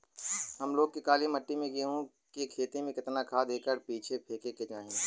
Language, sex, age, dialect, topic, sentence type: Bhojpuri, male, 18-24, Western, agriculture, question